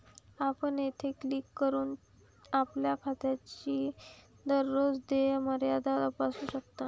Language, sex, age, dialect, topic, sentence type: Marathi, female, 18-24, Varhadi, banking, statement